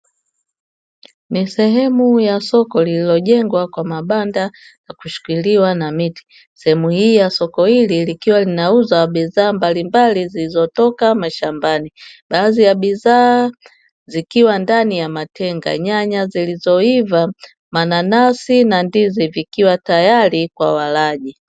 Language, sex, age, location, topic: Swahili, female, 25-35, Dar es Salaam, finance